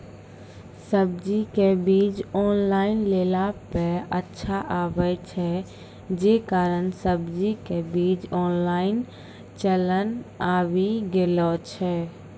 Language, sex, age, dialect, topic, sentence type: Maithili, female, 18-24, Angika, agriculture, question